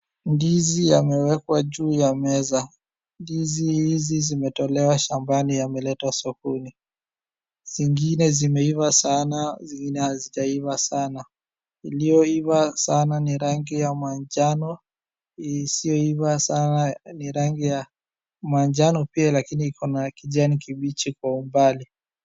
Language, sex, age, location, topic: Swahili, male, 50+, Wajir, finance